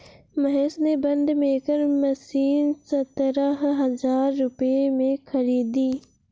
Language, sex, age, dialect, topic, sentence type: Hindi, female, 18-24, Awadhi Bundeli, agriculture, statement